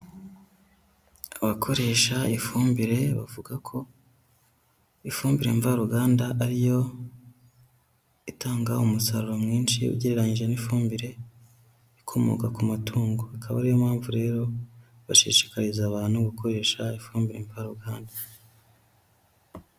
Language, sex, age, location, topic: Kinyarwanda, male, 18-24, Huye, agriculture